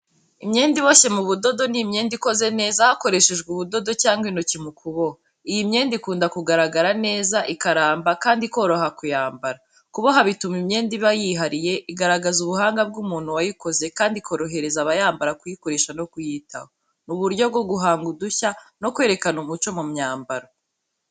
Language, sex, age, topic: Kinyarwanda, female, 18-24, education